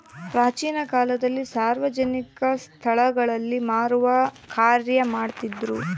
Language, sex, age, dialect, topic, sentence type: Kannada, female, 18-24, Central, agriculture, statement